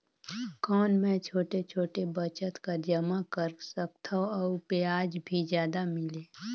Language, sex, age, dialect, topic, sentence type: Chhattisgarhi, female, 18-24, Northern/Bhandar, banking, question